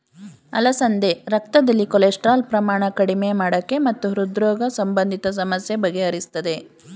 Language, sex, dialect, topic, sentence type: Kannada, female, Mysore Kannada, agriculture, statement